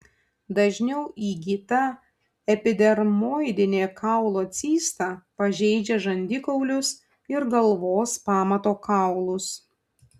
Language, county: Lithuanian, Panevėžys